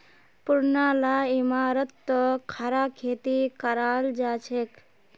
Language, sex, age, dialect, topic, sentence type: Magahi, female, 18-24, Northeastern/Surjapuri, agriculture, statement